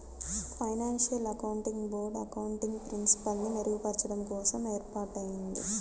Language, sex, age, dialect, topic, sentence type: Telugu, female, 25-30, Central/Coastal, banking, statement